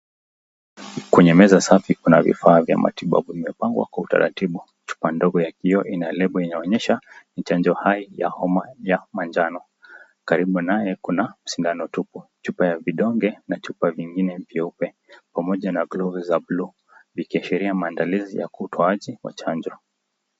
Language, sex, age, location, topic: Swahili, male, 25-35, Nakuru, health